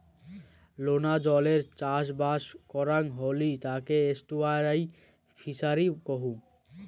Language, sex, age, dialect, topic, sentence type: Bengali, male, 18-24, Rajbangshi, agriculture, statement